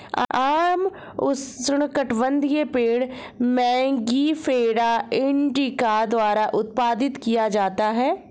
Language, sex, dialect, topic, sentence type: Hindi, female, Marwari Dhudhari, agriculture, statement